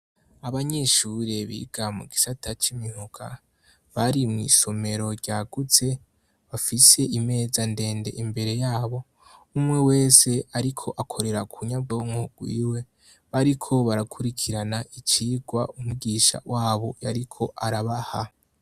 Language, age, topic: Rundi, 18-24, education